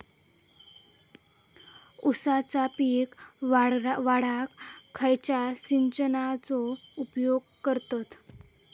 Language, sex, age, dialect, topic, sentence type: Marathi, female, 18-24, Southern Konkan, agriculture, question